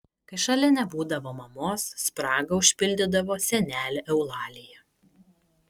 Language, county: Lithuanian, Kaunas